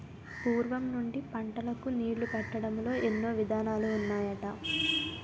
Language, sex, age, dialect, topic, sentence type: Telugu, female, 18-24, Utterandhra, agriculture, statement